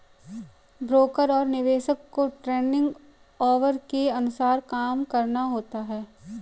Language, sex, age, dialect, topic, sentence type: Hindi, female, 18-24, Marwari Dhudhari, banking, statement